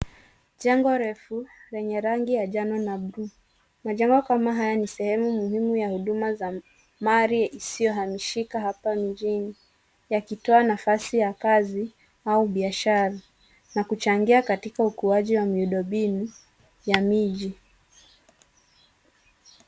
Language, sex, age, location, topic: Swahili, female, 36-49, Nairobi, finance